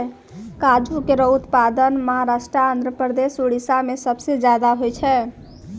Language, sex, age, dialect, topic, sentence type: Maithili, female, 18-24, Angika, agriculture, statement